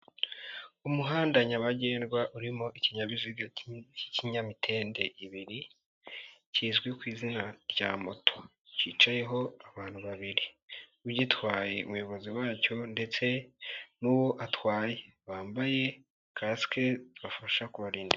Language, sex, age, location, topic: Kinyarwanda, male, 18-24, Nyagatare, finance